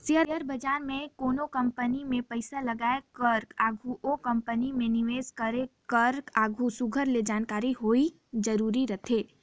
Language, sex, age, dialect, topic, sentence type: Chhattisgarhi, female, 18-24, Northern/Bhandar, banking, statement